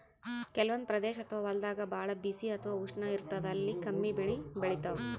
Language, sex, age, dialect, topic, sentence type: Kannada, female, 18-24, Northeastern, agriculture, statement